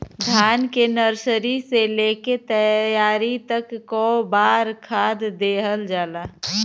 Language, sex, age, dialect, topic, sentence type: Bhojpuri, female, 25-30, Western, agriculture, question